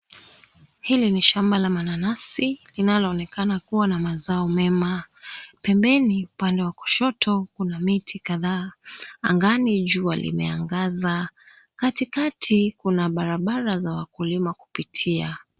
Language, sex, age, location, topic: Swahili, female, 25-35, Nairobi, agriculture